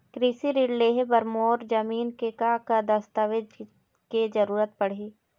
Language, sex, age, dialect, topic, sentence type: Chhattisgarhi, female, 18-24, Eastern, banking, question